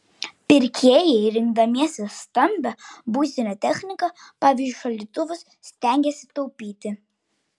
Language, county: Lithuanian, Klaipėda